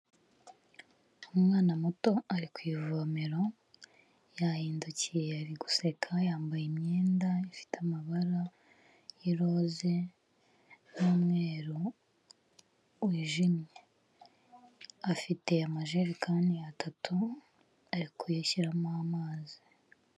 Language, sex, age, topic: Kinyarwanda, female, 25-35, health